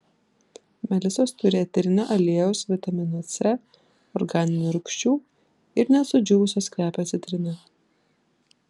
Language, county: Lithuanian, Vilnius